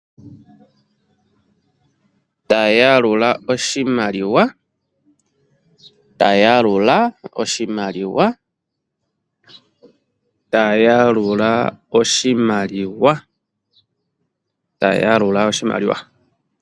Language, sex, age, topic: Oshiwambo, male, 25-35, finance